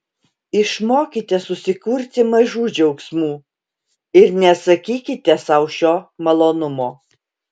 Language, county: Lithuanian, Alytus